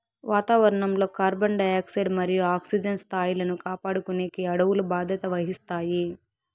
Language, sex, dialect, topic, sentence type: Telugu, female, Southern, agriculture, statement